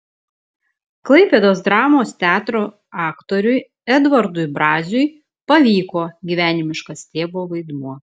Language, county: Lithuanian, Klaipėda